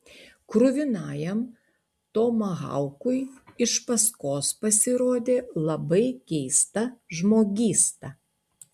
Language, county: Lithuanian, Utena